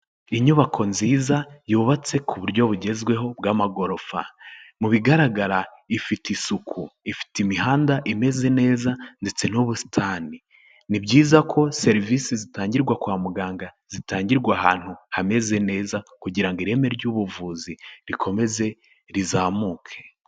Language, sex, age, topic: Kinyarwanda, male, 18-24, health